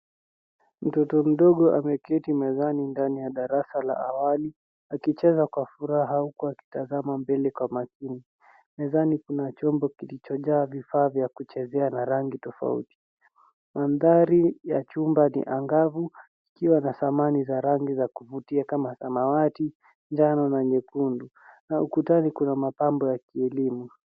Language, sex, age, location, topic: Swahili, male, 18-24, Nairobi, education